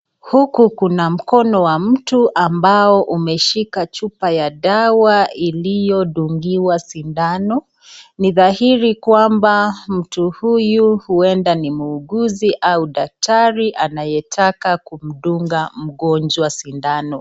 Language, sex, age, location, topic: Swahili, female, 36-49, Nakuru, health